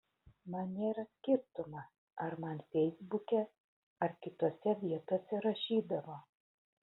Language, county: Lithuanian, Utena